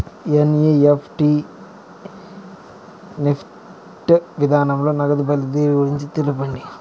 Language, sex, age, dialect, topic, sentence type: Telugu, male, 18-24, Central/Coastal, banking, question